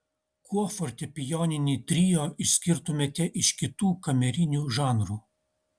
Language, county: Lithuanian, Utena